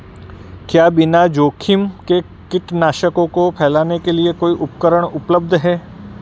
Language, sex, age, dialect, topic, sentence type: Hindi, male, 41-45, Marwari Dhudhari, agriculture, question